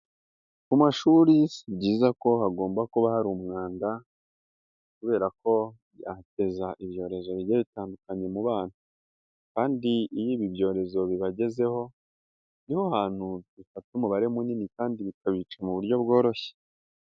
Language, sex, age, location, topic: Kinyarwanda, female, 18-24, Nyagatare, education